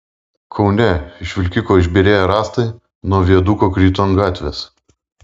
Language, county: Lithuanian, Vilnius